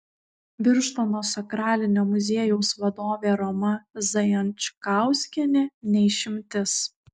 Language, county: Lithuanian, Kaunas